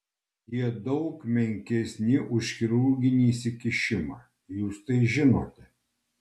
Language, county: Lithuanian, Kaunas